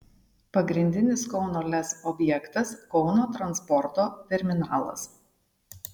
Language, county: Lithuanian, Šiauliai